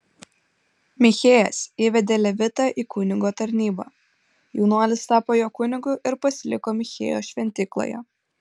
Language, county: Lithuanian, Panevėžys